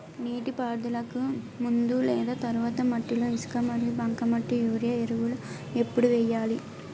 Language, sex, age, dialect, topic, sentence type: Telugu, female, 18-24, Utterandhra, agriculture, question